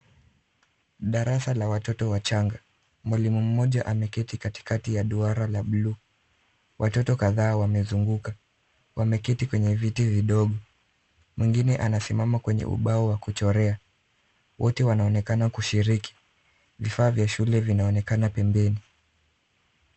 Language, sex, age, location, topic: Swahili, male, 50+, Nairobi, education